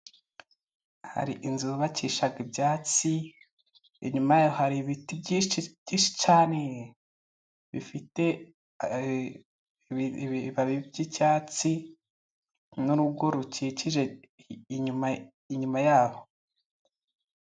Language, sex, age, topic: Kinyarwanda, male, 25-35, government